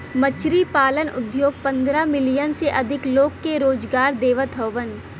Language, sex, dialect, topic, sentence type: Bhojpuri, female, Western, agriculture, statement